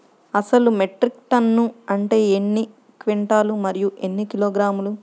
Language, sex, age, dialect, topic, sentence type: Telugu, female, 31-35, Central/Coastal, agriculture, question